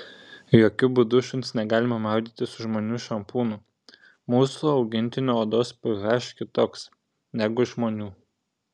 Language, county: Lithuanian, Šiauliai